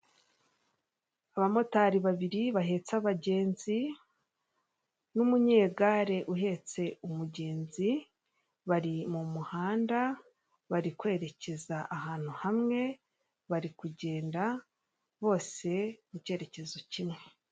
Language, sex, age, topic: Kinyarwanda, female, 36-49, government